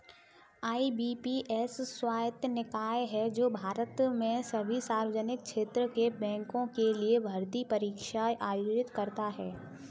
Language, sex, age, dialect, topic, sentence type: Hindi, female, 36-40, Kanauji Braj Bhasha, banking, statement